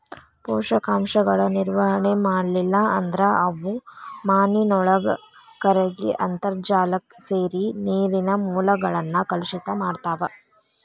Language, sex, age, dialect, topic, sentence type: Kannada, female, 18-24, Dharwad Kannada, agriculture, statement